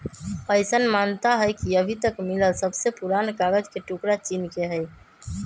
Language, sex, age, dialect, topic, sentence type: Magahi, male, 25-30, Western, agriculture, statement